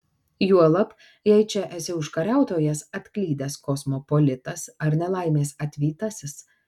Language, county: Lithuanian, Kaunas